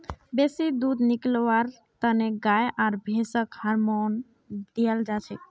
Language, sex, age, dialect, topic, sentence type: Magahi, male, 41-45, Northeastern/Surjapuri, agriculture, statement